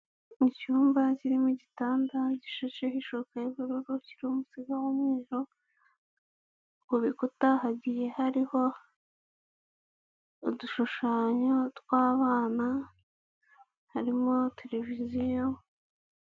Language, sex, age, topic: Kinyarwanda, female, 18-24, health